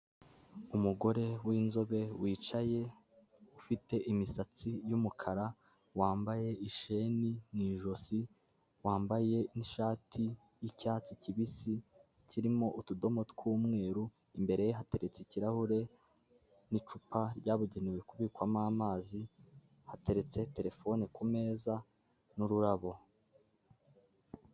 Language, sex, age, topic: Kinyarwanda, male, 18-24, government